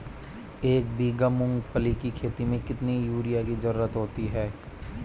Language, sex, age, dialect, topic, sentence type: Hindi, male, 25-30, Marwari Dhudhari, agriculture, question